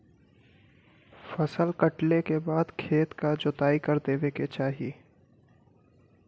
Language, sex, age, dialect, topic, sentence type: Bhojpuri, male, 18-24, Western, agriculture, statement